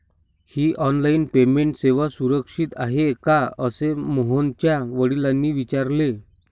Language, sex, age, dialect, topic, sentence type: Marathi, male, 60-100, Standard Marathi, banking, statement